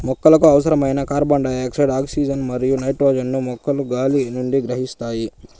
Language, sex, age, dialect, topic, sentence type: Telugu, male, 18-24, Southern, agriculture, statement